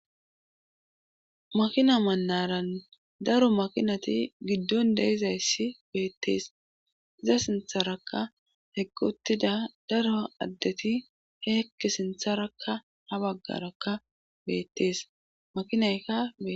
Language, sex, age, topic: Gamo, female, 25-35, government